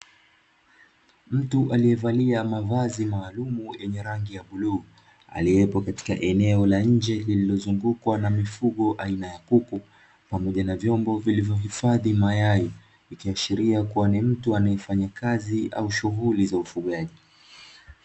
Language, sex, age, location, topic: Swahili, male, 18-24, Dar es Salaam, agriculture